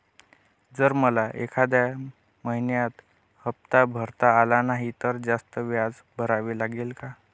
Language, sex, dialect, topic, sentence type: Marathi, male, Northern Konkan, banking, question